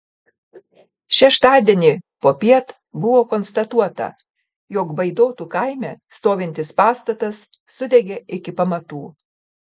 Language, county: Lithuanian, Panevėžys